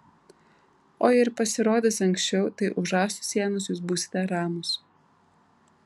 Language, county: Lithuanian, Vilnius